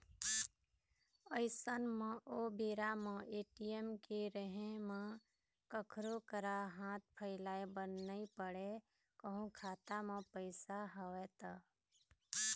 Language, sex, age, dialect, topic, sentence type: Chhattisgarhi, female, 56-60, Eastern, banking, statement